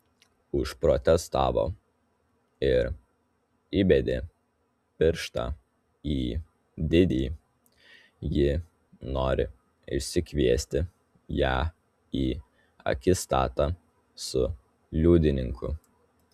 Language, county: Lithuanian, Telšiai